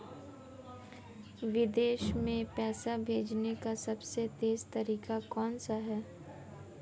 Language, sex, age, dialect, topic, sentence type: Hindi, female, 25-30, Marwari Dhudhari, banking, question